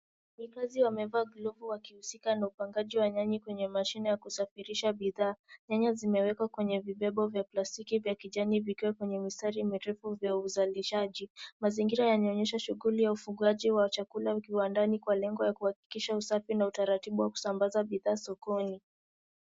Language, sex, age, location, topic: Swahili, female, 18-24, Nairobi, agriculture